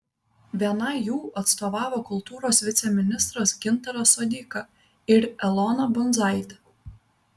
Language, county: Lithuanian, Vilnius